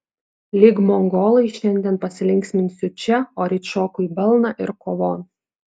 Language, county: Lithuanian, Šiauliai